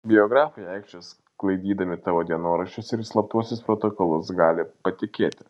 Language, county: Lithuanian, Šiauliai